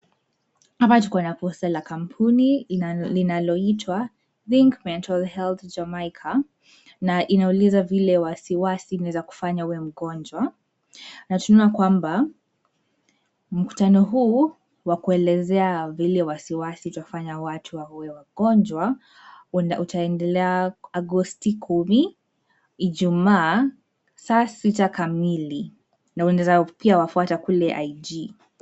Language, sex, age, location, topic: Swahili, female, 18-24, Nairobi, health